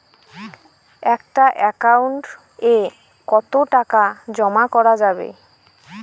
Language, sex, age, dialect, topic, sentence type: Bengali, female, 18-24, Rajbangshi, banking, question